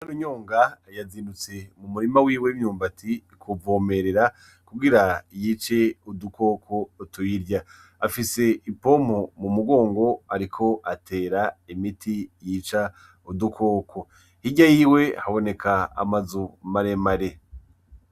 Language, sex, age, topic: Rundi, male, 25-35, agriculture